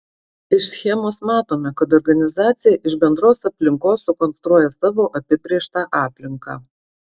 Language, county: Lithuanian, Marijampolė